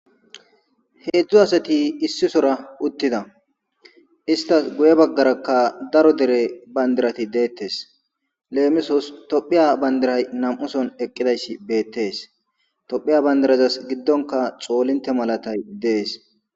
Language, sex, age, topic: Gamo, male, 25-35, government